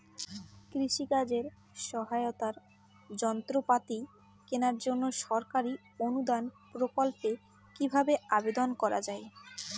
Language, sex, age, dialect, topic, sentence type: Bengali, female, 18-24, Rajbangshi, agriculture, question